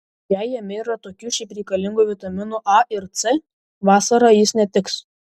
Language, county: Lithuanian, Šiauliai